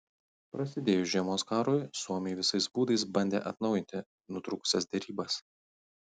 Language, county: Lithuanian, Kaunas